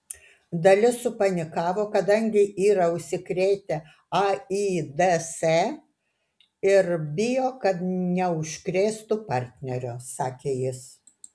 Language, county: Lithuanian, Utena